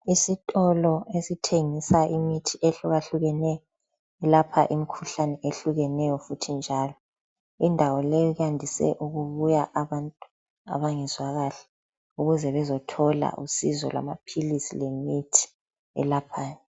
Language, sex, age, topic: North Ndebele, female, 25-35, health